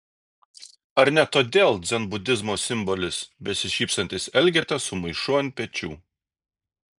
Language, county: Lithuanian, Šiauliai